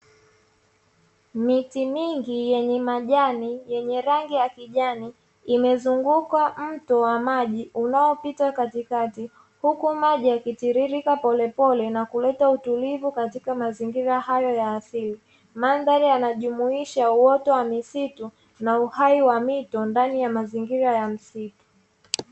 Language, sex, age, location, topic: Swahili, female, 25-35, Dar es Salaam, agriculture